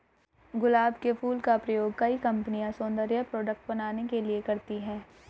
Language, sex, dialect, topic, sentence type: Hindi, female, Hindustani Malvi Khadi Boli, agriculture, statement